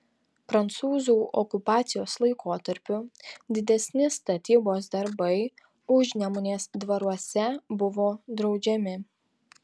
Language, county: Lithuanian, Tauragė